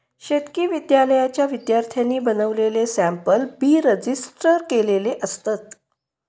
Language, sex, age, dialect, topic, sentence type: Marathi, female, 56-60, Southern Konkan, agriculture, statement